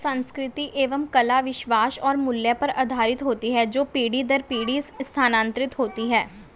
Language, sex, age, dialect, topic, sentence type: Hindi, male, 18-24, Hindustani Malvi Khadi Boli, banking, statement